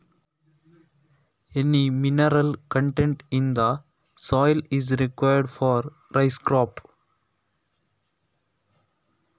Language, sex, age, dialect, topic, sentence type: Kannada, male, 18-24, Coastal/Dakshin, agriculture, question